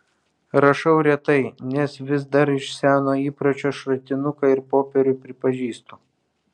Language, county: Lithuanian, Vilnius